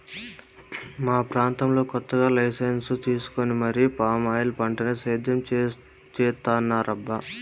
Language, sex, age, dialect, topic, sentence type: Telugu, male, 25-30, Southern, agriculture, statement